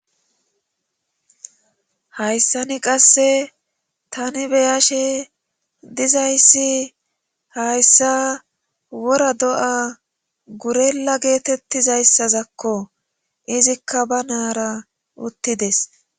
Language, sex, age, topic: Gamo, female, 25-35, government